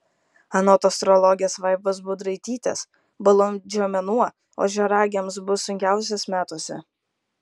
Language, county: Lithuanian, Kaunas